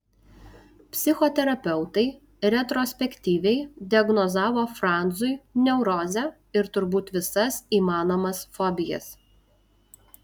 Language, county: Lithuanian, Alytus